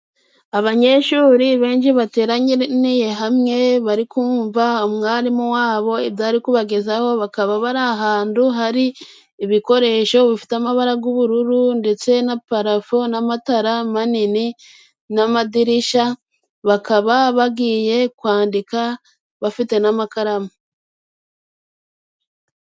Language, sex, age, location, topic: Kinyarwanda, female, 25-35, Musanze, education